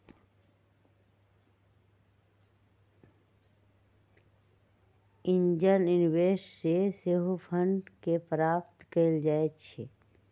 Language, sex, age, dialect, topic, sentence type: Magahi, female, 31-35, Western, banking, statement